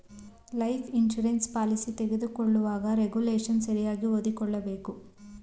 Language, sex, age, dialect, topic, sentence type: Kannada, female, 18-24, Mysore Kannada, banking, statement